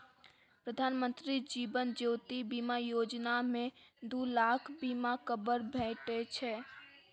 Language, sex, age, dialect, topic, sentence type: Maithili, female, 36-40, Bajjika, banking, statement